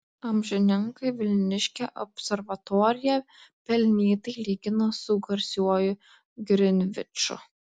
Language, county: Lithuanian, Klaipėda